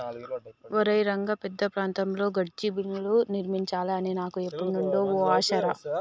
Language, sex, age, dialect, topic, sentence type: Telugu, male, 18-24, Telangana, agriculture, statement